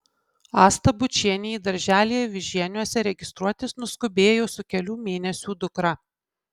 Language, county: Lithuanian, Kaunas